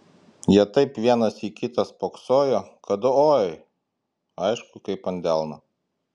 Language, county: Lithuanian, Klaipėda